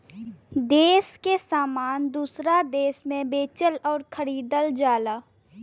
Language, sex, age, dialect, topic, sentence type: Bhojpuri, female, 18-24, Western, agriculture, statement